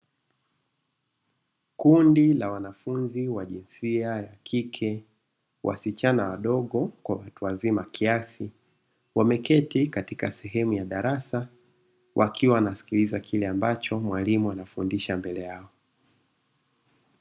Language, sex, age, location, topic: Swahili, male, 25-35, Dar es Salaam, education